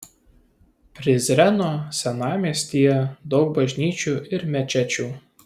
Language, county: Lithuanian, Kaunas